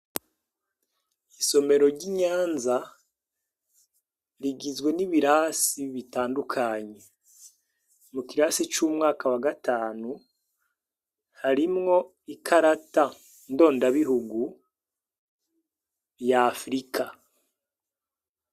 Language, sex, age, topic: Rundi, male, 36-49, education